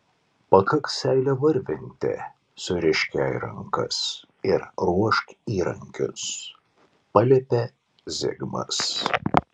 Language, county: Lithuanian, Kaunas